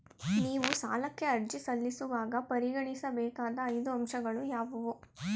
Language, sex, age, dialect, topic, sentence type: Kannada, female, 18-24, Mysore Kannada, banking, question